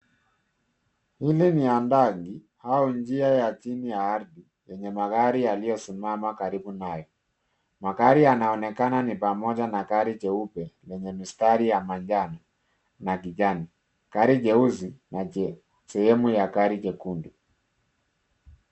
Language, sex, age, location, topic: Swahili, male, 36-49, Nairobi, government